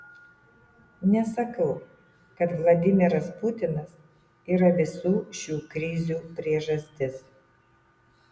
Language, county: Lithuanian, Utena